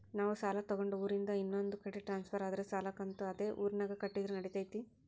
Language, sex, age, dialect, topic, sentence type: Kannada, female, 56-60, Central, banking, question